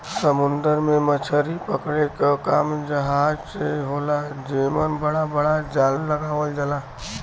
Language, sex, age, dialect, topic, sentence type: Bhojpuri, male, 36-40, Western, agriculture, statement